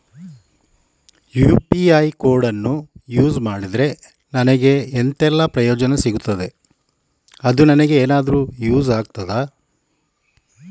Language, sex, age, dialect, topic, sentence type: Kannada, male, 18-24, Coastal/Dakshin, banking, question